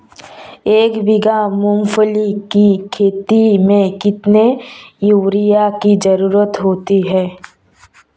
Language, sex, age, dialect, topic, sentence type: Hindi, female, 18-24, Marwari Dhudhari, agriculture, question